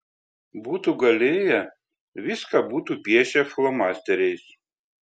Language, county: Lithuanian, Telšiai